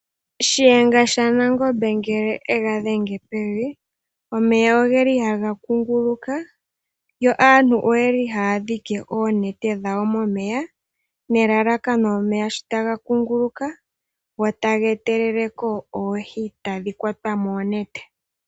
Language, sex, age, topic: Oshiwambo, female, 18-24, agriculture